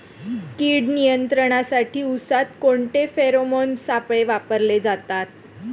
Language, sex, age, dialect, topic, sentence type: Marathi, female, 31-35, Standard Marathi, agriculture, question